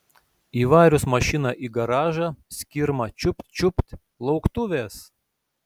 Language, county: Lithuanian, Šiauliai